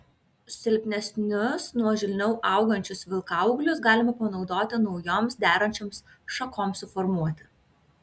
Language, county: Lithuanian, Kaunas